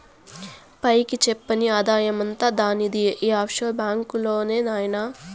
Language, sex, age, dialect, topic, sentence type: Telugu, female, 18-24, Southern, banking, statement